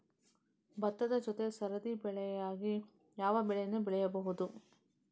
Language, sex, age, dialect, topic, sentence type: Kannada, female, 18-24, Coastal/Dakshin, agriculture, question